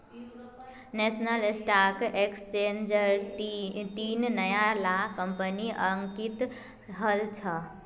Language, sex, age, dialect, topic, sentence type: Magahi, female, 18-24, Northeastern/Surjapuri, banking, statement